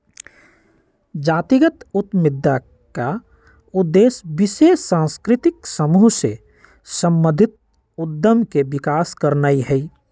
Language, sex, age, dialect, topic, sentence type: Magahi, male, 60-100, Western, banking, statement